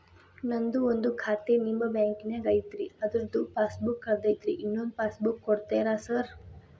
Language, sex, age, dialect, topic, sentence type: Kannada, female, 25-30, Dharwad Kannada, banking, question